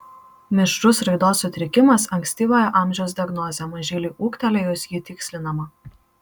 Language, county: Lithuanian, Marijampolė